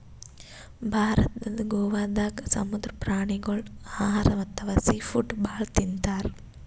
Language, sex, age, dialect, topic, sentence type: Kannada, female, 18-24, Northeastern, agriculture, statement